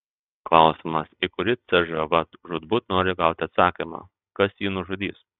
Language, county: Lithuanian, Telšiai